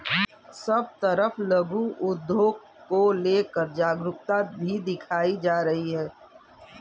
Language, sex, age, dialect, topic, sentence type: Hindi, male, 41-45, Kanauji Braj Bhasha, banking, statement